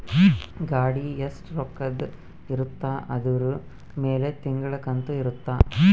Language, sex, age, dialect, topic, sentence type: Kannada, male, 25-30, Central, banking, statement